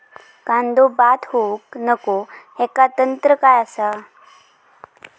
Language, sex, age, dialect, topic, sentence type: Marathi, female, 18-24, Southern Konkan, agriculture, question